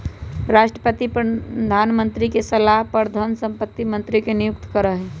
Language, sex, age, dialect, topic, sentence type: Magahi, female, 18-24, Western, banking, statement